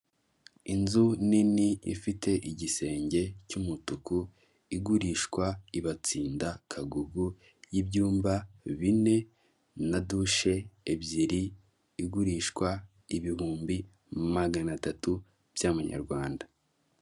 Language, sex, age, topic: Kinyarwanda, male, 18-24, finance